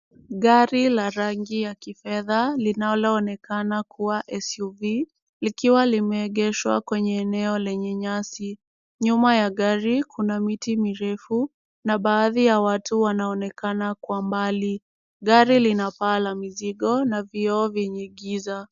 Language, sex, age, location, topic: Swahili, female, 36-49, Kisumu, finance